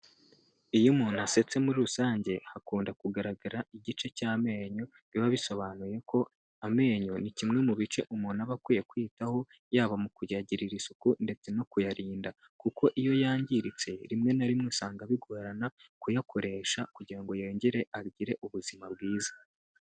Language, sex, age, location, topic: Kinyarwanda, male, 18-24, Kigali, health